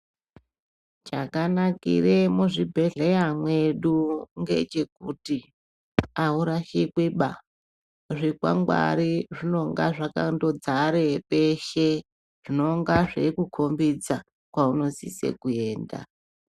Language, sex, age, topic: Ndau, female, 36-49, health